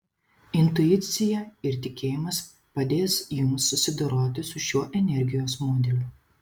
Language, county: Lithuanian, Šiauliai